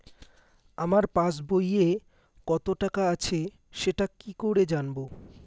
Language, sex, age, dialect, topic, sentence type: Bengali, male, <18, Rajbangshi, banking, question